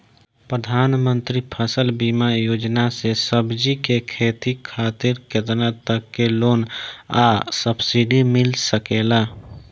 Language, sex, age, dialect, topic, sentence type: Bhojpuri, male, 18-24, Southern / Standard, agriculture, question